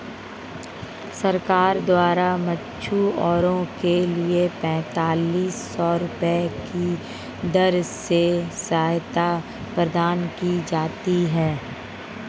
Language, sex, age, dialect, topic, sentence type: Hindi, female, 18-24, Hindustani Malvi Khadi Boli, agriculture, statement